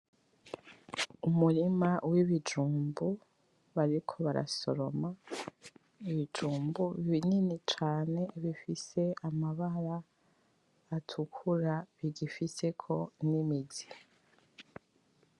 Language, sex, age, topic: Rundi, female, 25-35, agriculture